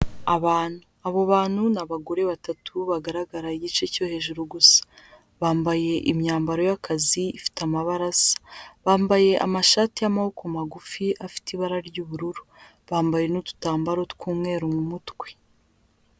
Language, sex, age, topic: Kinyarwanda, female, 18-24, health